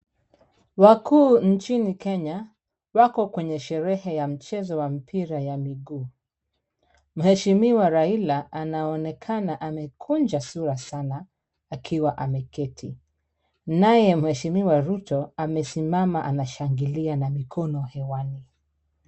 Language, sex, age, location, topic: Swahili, female, 36-49, Kisumu, government